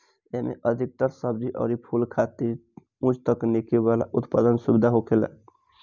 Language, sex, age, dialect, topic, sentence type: Bhojpuri, female, 18-24, Northern, agriculture, statement